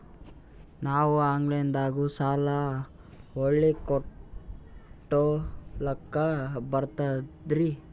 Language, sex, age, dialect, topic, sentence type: Kannada, male, 18-24, Northeastern, banking, question